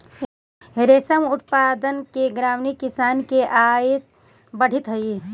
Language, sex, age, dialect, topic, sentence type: Magahi, female, 25-30, Central/Standard, agriculture, statement